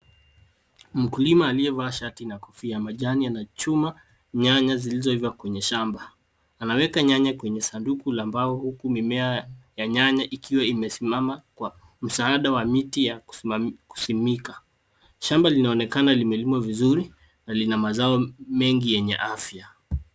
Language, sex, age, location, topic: Swahili, male, 18-24, Nairobi, health